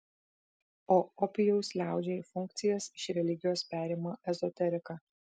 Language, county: Lithuanian, Vilnius